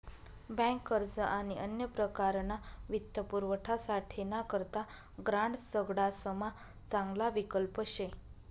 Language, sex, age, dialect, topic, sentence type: Marathi, female, 31-35, Northern Konkan, banking, statement